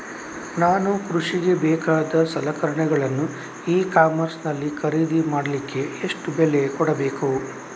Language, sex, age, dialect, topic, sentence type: Kannada, male, 31-35, Coastal/Dakshin, agriculture, question